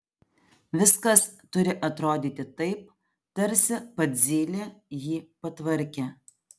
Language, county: Lithuanian, Alytus